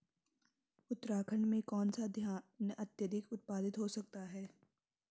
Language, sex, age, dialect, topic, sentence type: Hindi, female, 18-24, Garhwali, agriculture, question